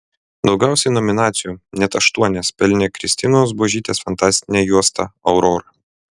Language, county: Lithuanian, Vilnius